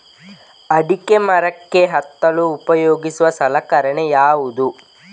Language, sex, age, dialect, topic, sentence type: Kannada, male, 25-30, Coastal/Dakshin, agriculture, question